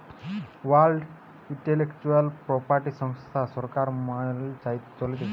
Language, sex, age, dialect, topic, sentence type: Bengali, male, 60-100, Western, banking, statement